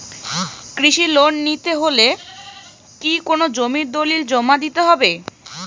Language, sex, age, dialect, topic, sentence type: Bengali, female, 18-24, Rajbangshi, agriculture, question